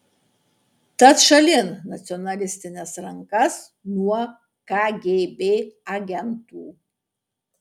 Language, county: Lithuanian, Marijampolė